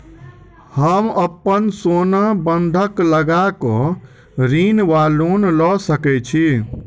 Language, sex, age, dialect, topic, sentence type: Maithili, male, 25-30, Southern/Standard, banking, question